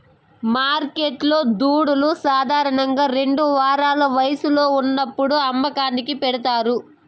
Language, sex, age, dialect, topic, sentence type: Telugu, female, 18-24, Southern, agriculture, statement